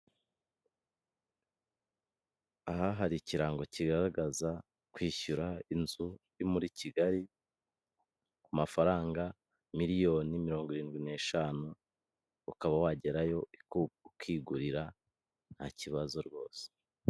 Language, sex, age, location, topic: Kinyarwanda, male, 25-35, Kigali, finance